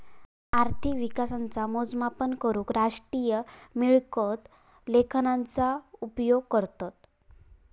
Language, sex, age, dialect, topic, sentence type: Marathi, female, 18-24, Southern Konkan, banking, statement